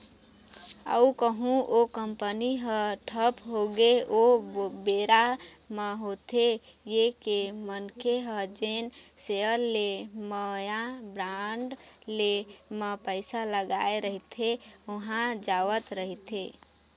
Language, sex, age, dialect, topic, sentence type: Chhattisgarhi, female, 25-30, Eastern, banking, statement